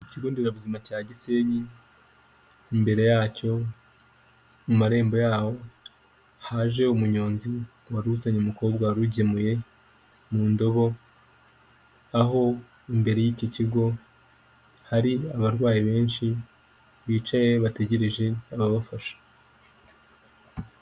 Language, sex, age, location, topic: Kinyarwanda, male, 18-24, Kigali, health